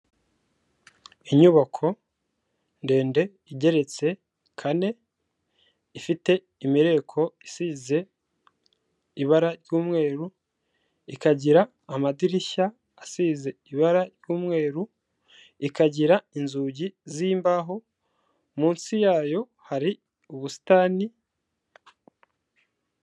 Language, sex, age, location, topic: Kinyarwanda, male, 25-35, Kigali, finance